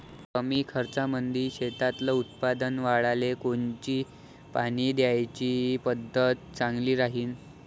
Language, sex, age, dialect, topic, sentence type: Marathi, male, 25-30, Varhadi, agriculture, question